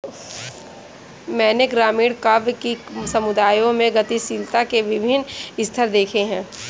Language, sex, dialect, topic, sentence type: Hindi, female, Kanauji Braj Bhasha, agriculture, statement